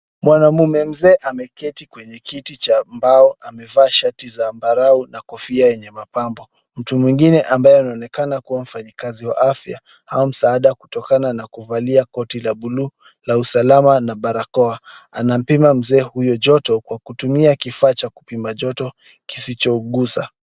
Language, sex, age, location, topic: Swahili, male, 18-24, Kisumu, health